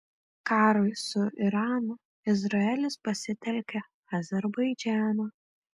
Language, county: Lithuanian, Marijampolė